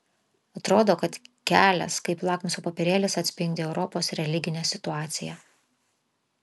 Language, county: Lithuanian, Vilnius